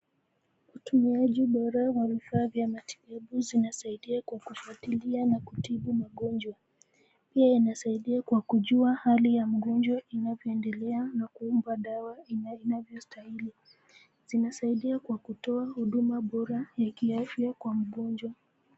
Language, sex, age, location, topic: Swahili, female, 25-35, Nairobi, health